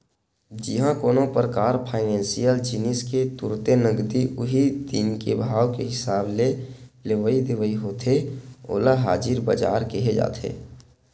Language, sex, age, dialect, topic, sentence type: Chhattisgarhi, male, 18-24, Western/Budati/Khatahi, banking, statement